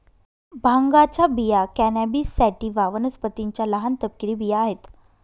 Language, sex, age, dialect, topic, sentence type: Marathi, female, 25-30, Northern Konkan, agriculture, statement